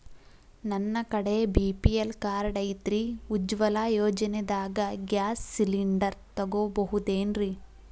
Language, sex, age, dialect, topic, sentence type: Kannada, female, 18-24, Dharwad Kannada, banking, question